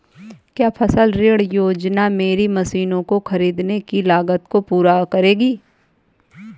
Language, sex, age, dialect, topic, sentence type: Hindi, female, 25-30, Awadhi Bundeli, agriculture, question